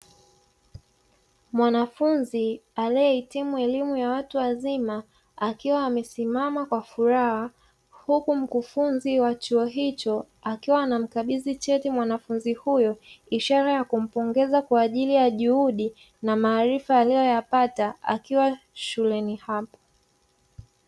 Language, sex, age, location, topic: Swahili, female, 36-49, Dar es Salaam, education